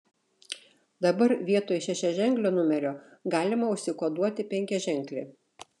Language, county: Lithuanian, Šiauliai